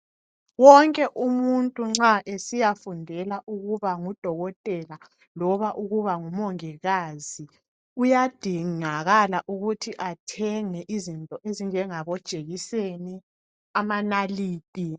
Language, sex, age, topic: North Ndebele, female, 25-35, health